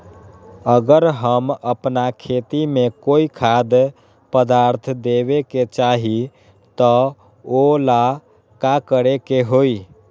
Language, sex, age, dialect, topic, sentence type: Magahi, male, 18-24, Western, agriculture, question